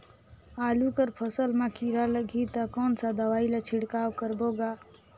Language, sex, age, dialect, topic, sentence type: Chhattisgarhi, female, 18-24, Northern/Bhandar, agriculture, question